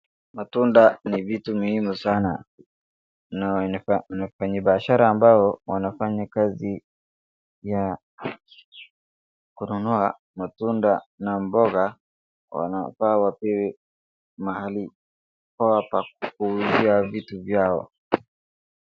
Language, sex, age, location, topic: Swahili, male, 18-24, Wajir, finance